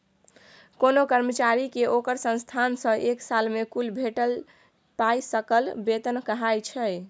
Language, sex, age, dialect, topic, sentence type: Maithili, female, 18-24, Bajjika, banking, statement